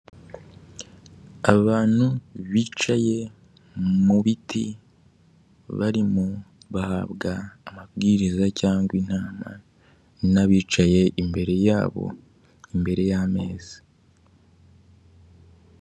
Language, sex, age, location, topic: Kinyarwanda, male, 18-24, Kigali, government